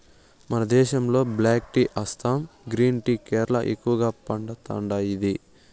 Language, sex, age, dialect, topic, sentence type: Telugu, male, 18-24, Southern, agriculture, statement